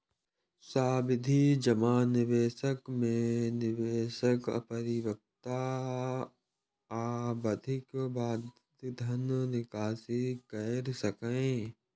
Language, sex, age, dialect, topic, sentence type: Maithili, male, 18-24, Eastern / Thethi, banking, statement